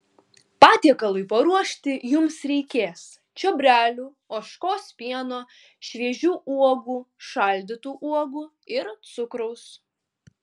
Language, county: Lithuanian, Kaunas